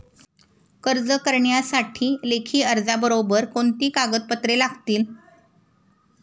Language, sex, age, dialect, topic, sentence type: Marathi, female, 51-55, Standard Marathi, banking, question